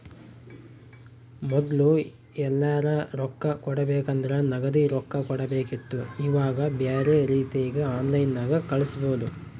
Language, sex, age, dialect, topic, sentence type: Kannada, male, 25-30, Central, banking, statement